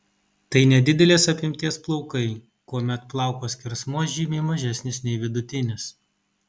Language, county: Lithuanian, Kaunas